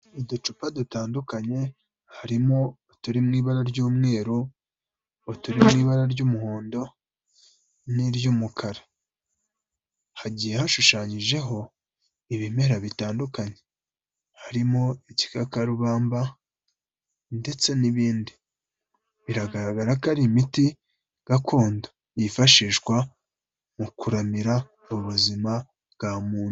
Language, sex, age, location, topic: Kinyarwanda, female, 25-35, Kigali, health